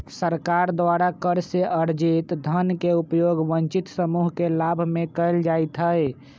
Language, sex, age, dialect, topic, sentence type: Magahi, male, 25-30, Western, banking, statement